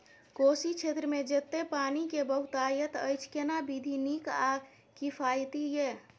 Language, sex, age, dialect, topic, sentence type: Maithili, female, 18-24, Bajjika, agriculture, question